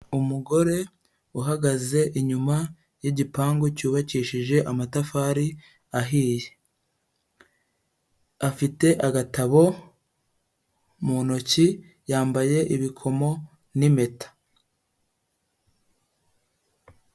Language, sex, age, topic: Kinyarwanda, male, 25-35, health